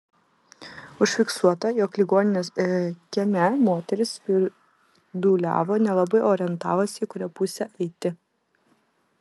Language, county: Lithuanian, Vilnius